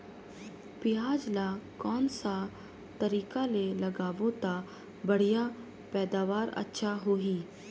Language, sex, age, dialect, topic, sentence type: Chhattisgarhi, female, 31-35, Northern/Bhandar, agriculture, question